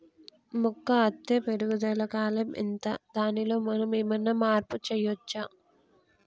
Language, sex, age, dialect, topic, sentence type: Telugu, female, 25-30, Telangana, agriculture, question